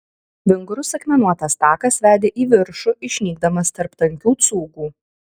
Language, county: Lithuanian, Kaunas